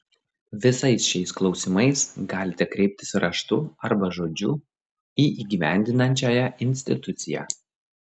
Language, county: Lithuanian, Klaipėda